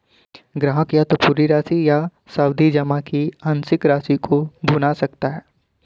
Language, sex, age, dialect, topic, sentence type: Hindi, male, 18-24, Kanauji Braj Bhasha, banking, statement